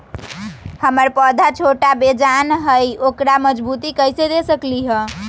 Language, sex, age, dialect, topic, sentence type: Magahi, female, 18-24, Western, agriculture, question